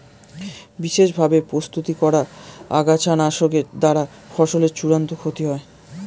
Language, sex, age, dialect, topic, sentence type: Bengali, male, 18-24, Standard Colloquial, agriculture, statement